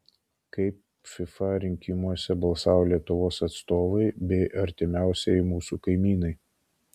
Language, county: Lithuanian, Kaunas